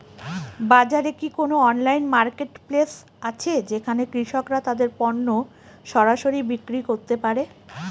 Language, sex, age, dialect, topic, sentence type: Bengali, female, 36-40, Northern/Varendri, agriculture, statement